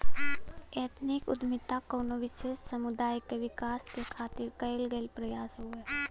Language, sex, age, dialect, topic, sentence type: Bhojpuri, female, 18-24, Western, banking, statement